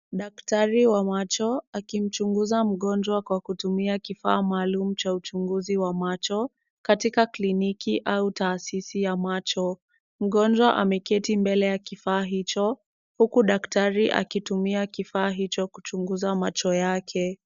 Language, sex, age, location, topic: Swahili, female, 36-49, Kisumu, health